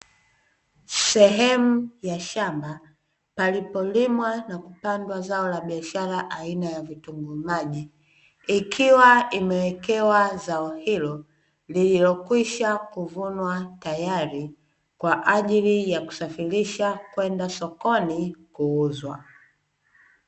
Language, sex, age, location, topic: Swahili, female, 25-35, Dar es Salaam, agriculture